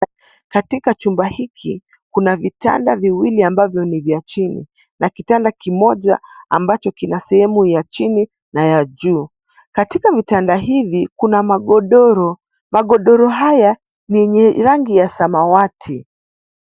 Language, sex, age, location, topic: Swahili, female, 25-35, Nairobi, education